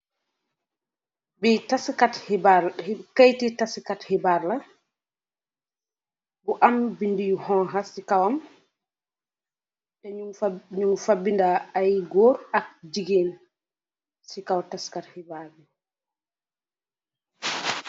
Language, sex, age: Wolof, female, 25-35